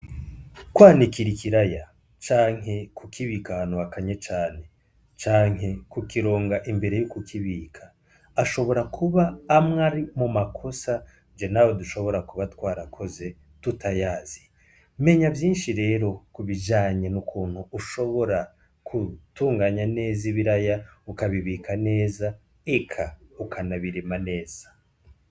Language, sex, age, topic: Rundi, male, 25-35, agriculture